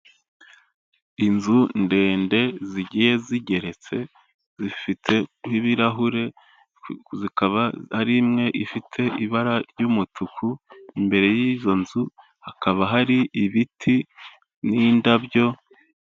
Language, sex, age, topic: Kinyarwanda, male, 18-24, finance